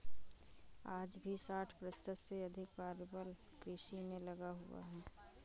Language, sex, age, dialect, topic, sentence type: Hindi, female, 25-30, Awadhi Bundeli, agriculture, statement